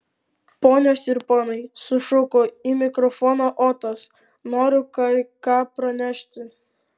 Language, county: Lithuanian, Alytus